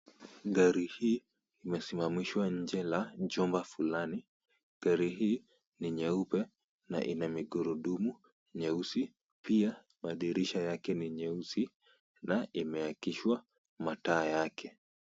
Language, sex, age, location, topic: Swahili, female, 25-35, Kisumu, finance